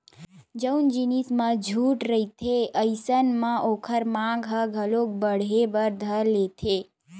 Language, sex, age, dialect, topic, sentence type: Chhattisgarhi, female, 60-100, Western/Budati/Khatahi, banking, statement